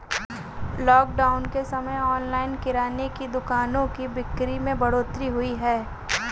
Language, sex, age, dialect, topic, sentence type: Hindi, female, 46-50, Marwari Dhudhari, agriculture, statement